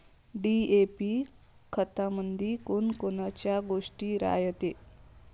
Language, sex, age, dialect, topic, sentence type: Marathi, female, 25-30, Varhadi, agriculture, question